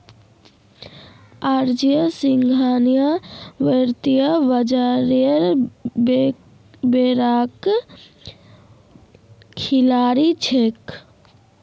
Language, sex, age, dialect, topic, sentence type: Magahi, female, 36-40, Northeastern/Surjapuri, banking, statement